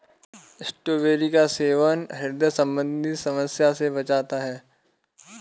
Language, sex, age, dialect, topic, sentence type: Hindi, male, 18-24, Kanauji Braj Bhasha, agriculture, statement